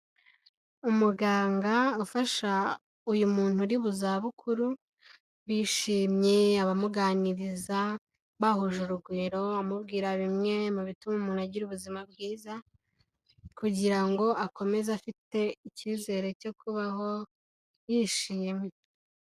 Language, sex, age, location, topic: Kinyarwanda, female, 18-24, Kigali, health